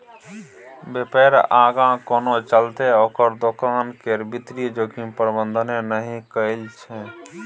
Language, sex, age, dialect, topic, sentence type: Maithili, male, 31-35, Bajjika, banking, statement